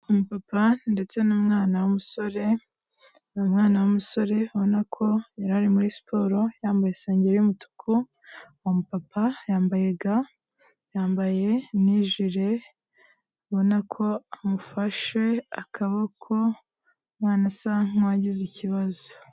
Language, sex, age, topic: Kinyarwanda, female, 18-24, health